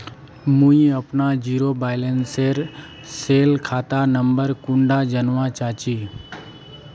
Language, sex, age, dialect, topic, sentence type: Magahi, male, 18-24, Northeastern/Surjapuri, banking, question